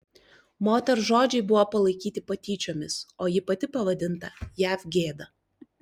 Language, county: Lithuanian, Klaipėda